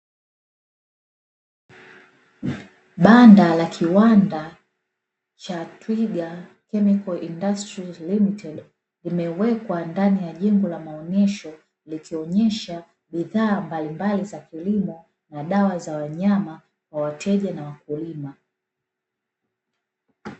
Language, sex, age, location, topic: Swahili, female, 18-24, Dar es Salaam, agriculture